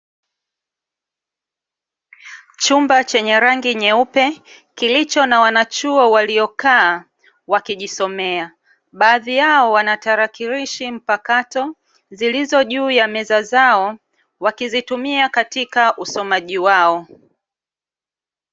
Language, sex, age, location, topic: Swahili, female, 36-49, Dar es Salaam, education